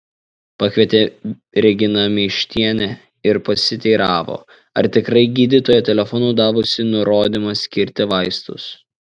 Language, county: Lithuanian, Šiauliai